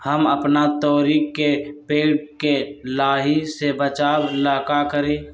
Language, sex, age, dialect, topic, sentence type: Magahi, male, 18-24, Western, agriculture, question